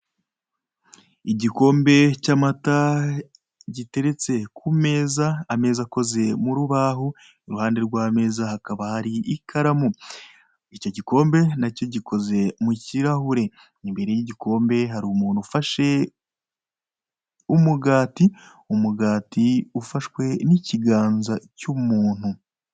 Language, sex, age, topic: Kinyarwanda, male, 25-35, finance